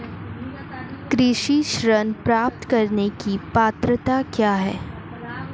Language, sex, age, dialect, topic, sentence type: Hindi, female, 18-24, Marwari Dhudhari, agriculture, question